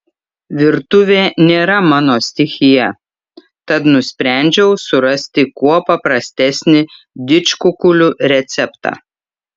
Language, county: Lithuanian, Šiauliai